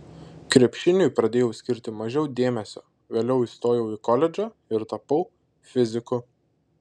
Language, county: Lithuanian, Šiauliai